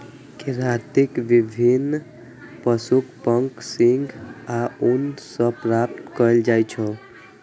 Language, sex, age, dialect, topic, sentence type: Maithili, male, 25-30, Eastern / Thethi, agriculture, statement